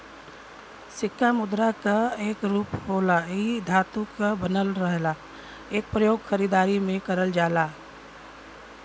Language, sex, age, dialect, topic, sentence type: Bhojpuri, female, 41-45, Western, banking, statement